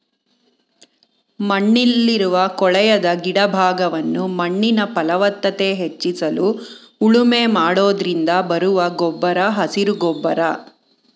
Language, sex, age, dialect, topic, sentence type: Kannada, female, 41-45, Mysore Kannada, agriculture, statement